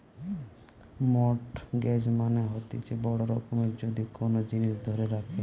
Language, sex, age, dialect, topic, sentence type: Bengali, male, 18-24, Western, banking, statement